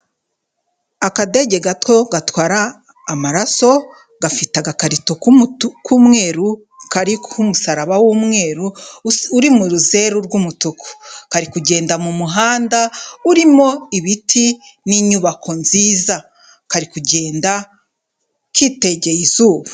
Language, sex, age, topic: Kinyarwanda, female, 25-35, health